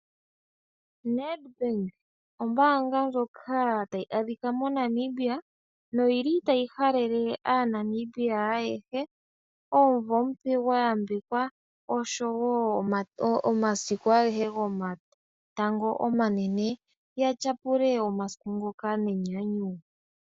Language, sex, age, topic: Oshiwambo, male, 25-35, finance